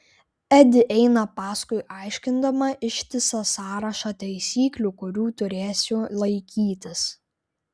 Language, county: Lithuanian, Klaipėda